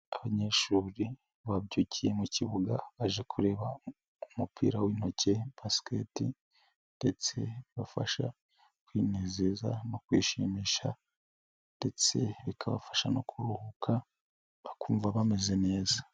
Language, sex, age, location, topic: Kinyarwanda, male, 25-35, Nyagatare, education